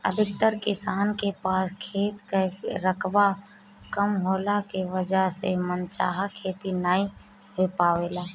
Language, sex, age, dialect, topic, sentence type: Bhojpuri, female, 25-30, Northern, agriculture, statement